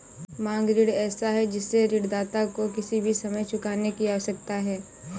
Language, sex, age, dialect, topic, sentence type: Hindi, female, 18-24, Awadhi Bundeli, banking, statement